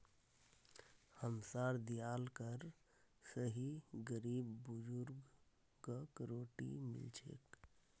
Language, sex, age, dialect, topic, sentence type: Magahi, male, 25-30, Northeastern/Surjapuri, banking, statement